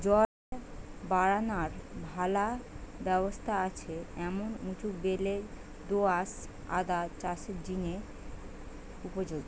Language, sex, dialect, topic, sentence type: Bengali, female, Western, agriculture, statement